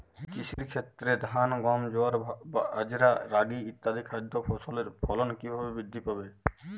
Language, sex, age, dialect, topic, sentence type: Bengali, male, 18-24, Jharkhandi, agriculture, question